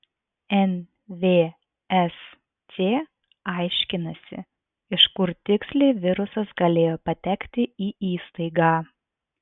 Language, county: Lithuanian, Vilnius